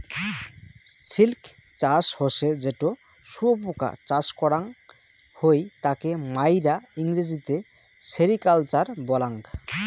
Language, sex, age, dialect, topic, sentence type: Bengali, male, 25-30, Rajbangshi, agriculture, statement